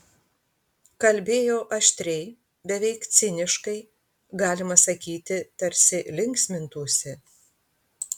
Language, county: Lithuanian, Panevėžys